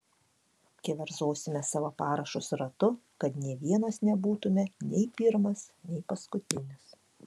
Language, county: Lithuanian, Klaipėda